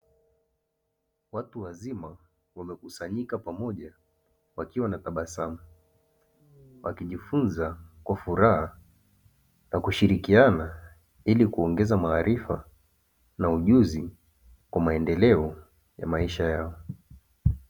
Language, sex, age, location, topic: Swahili, male, 25-35, Dar es Salaam, education